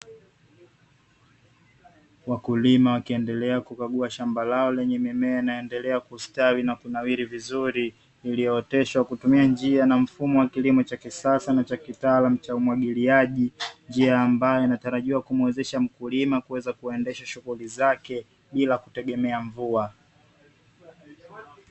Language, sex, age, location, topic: Swahili, male, 25-35, Dar es Salaam, agriculture